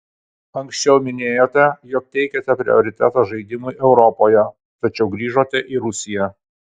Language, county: Lithuanian, Kaunas